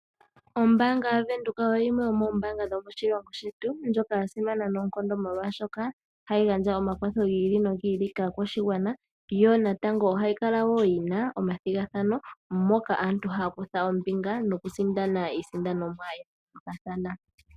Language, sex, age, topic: Oshiwambo, female, 18-24, finance